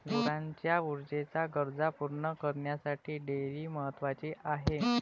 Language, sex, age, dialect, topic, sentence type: Marathi, male, 25-30, Varhadi, agriculture, statement